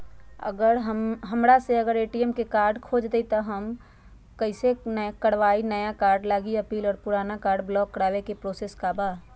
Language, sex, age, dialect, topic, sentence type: Magahi, female, 31-35, Western, banking, question